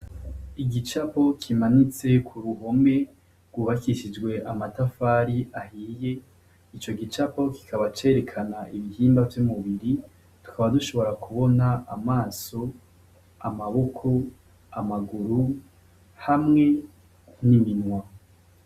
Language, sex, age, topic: Rundi, male, 25-35, education